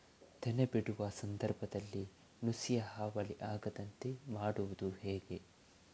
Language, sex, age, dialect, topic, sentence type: Kannada, male, 18-24, Coastal/Dakshin, agriculture, question